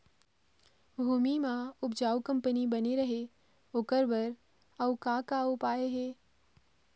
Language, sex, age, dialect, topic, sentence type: Chhattisgarhi, female, 25-30, Eastern, agriculture, question